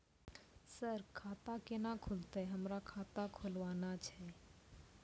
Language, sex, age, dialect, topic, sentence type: Maithili, female, 18-24, Angika, banking, question